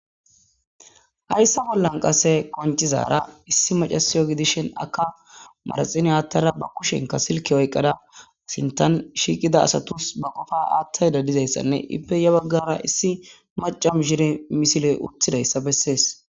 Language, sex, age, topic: Gamo, female, 18-24, government